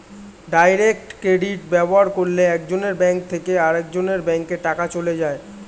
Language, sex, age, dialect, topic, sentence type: Bengali, male, 18-24, Standard Colloquial, banking, statement